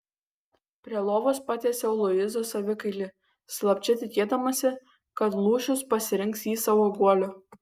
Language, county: Lithuanian, Kaunas